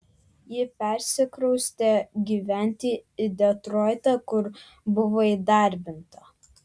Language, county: Lithuanian, Vilnius